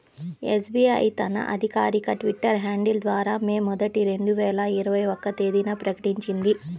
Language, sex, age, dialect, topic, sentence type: Telugu, female, 31-35, Central/Coastal, banking, statement